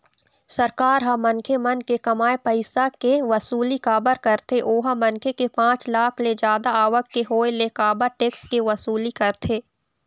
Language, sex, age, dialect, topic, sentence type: Chhattisgarhi, female, 18-24, Eastern, banking, statement